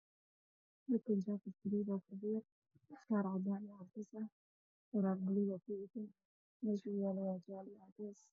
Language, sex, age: Somali, female, 25-35